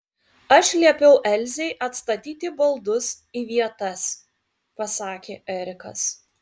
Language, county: Lithuanian, Vilnius